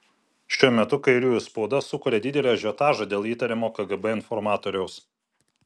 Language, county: Lithuanian, Vilnius